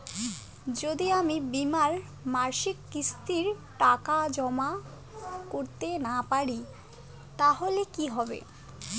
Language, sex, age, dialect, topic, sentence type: Bengali, female, 18-24, Rajbangshi, banking, question